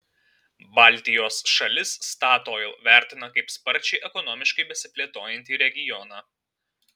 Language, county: Lithuanian, Alytus